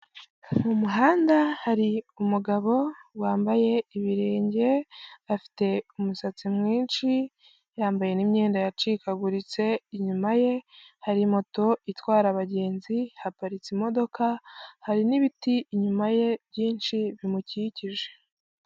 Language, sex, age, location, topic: Kinyarwanda, female, 25-35, Huye, health